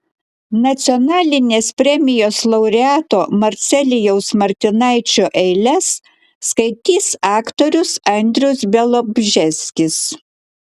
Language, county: Lithuanian, Klaipėda